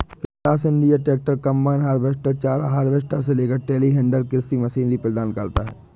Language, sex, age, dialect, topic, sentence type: Hindi, male, 18-24, Awadhi Bundeli, agriculture, statement